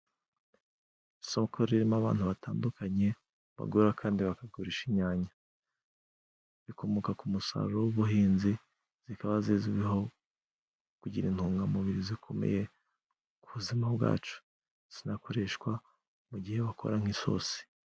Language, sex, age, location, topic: Kinyarwanda, male, 18-24, Musanze, finance